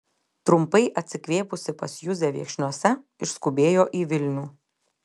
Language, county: Lithuanian, Telšiai